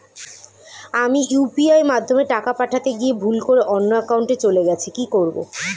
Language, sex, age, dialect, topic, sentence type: Bengali, female, 18-24, Standard Colloquial, banking, question